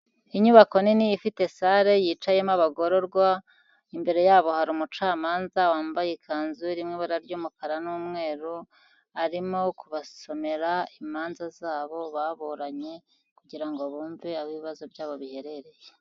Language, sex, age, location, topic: Kinyarwanda, female, 50+, Kigali, government